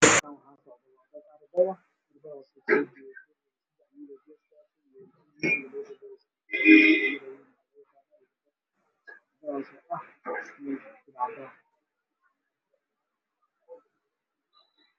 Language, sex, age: Somali, male, 25-35